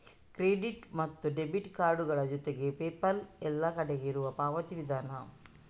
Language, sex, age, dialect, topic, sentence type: Kannada, female, 41-45, Coastal/Dakshin, banking, statement